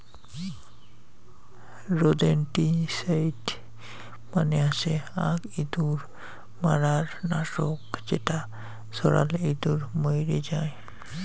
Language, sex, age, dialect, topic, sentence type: Bengali, male, 51-55, Rajbangshi, agriculture, statement